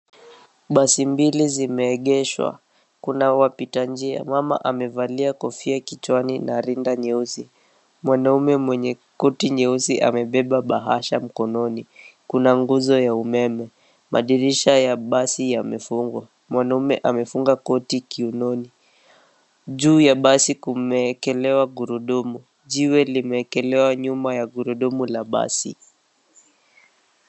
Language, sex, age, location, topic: Swahili, male, 18-24, Nairobi, government